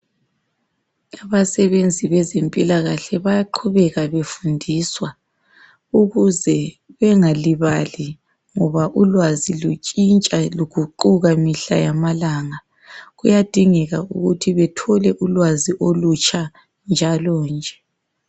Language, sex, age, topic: North Ndebele, male, 36-49, health